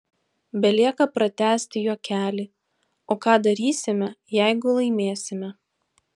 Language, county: Lithuanian, Panevėžys